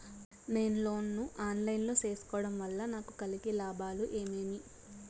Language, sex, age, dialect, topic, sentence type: Telugu, female, 18-24, Southern, banking, question